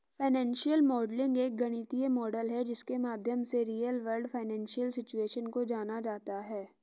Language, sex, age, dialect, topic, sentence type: Hindi, female, 46-50, Hindustani Malvi Khadi Boli, banking, statement